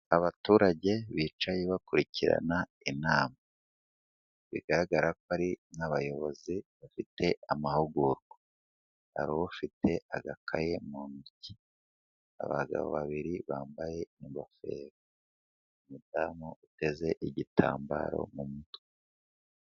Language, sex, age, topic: Kinyarwanda, male, 36-49, finance